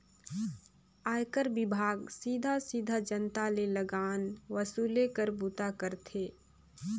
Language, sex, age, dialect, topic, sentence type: Chhattisgarhi, female, 25-30, Northern/Bhandar, banking, statement